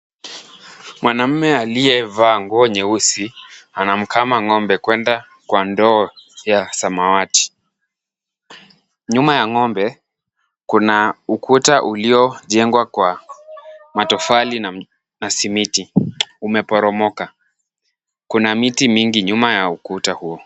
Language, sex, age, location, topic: Swahili, male, 18-24, Kisumu, agriculture